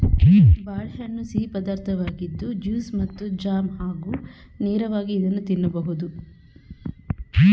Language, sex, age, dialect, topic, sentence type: Kannada, female, 31-35, Mysore Kannada, agriculture, statement